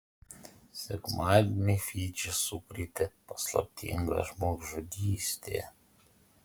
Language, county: Lithuanian, Utena